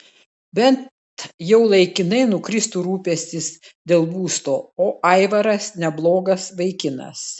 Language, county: Lithuanian, Klaipėda